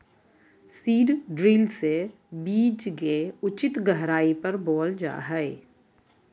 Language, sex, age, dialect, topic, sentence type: Magahi, female, 51-55, Southern, agriculture, statement